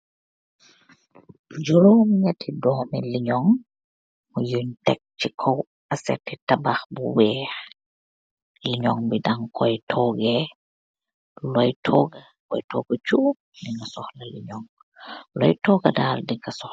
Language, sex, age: Wolof, female, 36-49